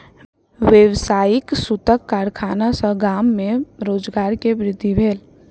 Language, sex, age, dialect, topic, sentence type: Maithili, female, 60-100, Southern/Standard, agriculture, statement